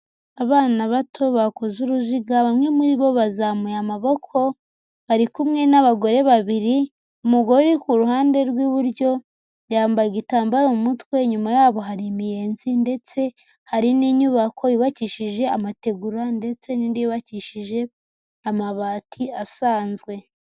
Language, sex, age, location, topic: Kinyarwanda, female, 18-24, Huye, education